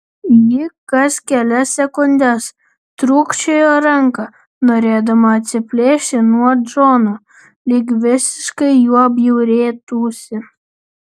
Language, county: Lithuanian, Vilnius